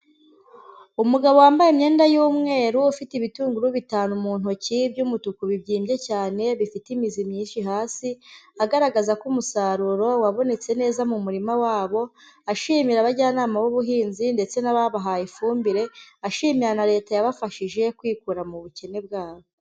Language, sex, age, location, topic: Kinyarwanda, female, 18-24, Huye, agriculture